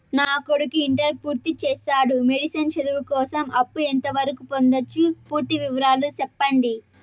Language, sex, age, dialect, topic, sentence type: Telugu, female, 18-24, Southern, banking, question